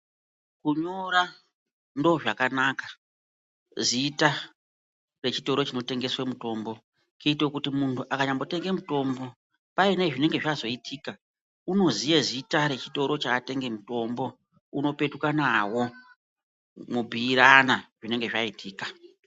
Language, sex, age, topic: Ndau, female, 36-49, health